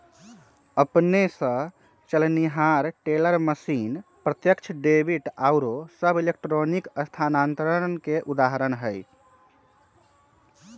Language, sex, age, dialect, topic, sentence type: Magahi, male, 18-24, Western, banking, statement